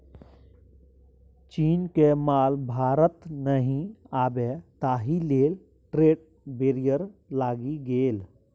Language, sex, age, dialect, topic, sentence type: Maithili, male, 18-24, Bajjika, banking, statement